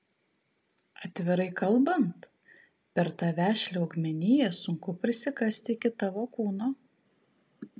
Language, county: Lithuanian, Kaunas